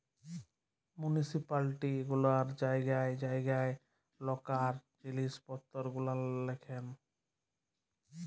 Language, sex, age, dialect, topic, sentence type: Bengali, male, 31-35, Jharkhandi, banking, statement